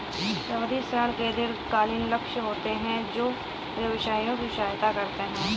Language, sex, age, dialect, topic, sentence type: Hindi, female, 60-100, Kanauji Braj Bhasha, banking, statement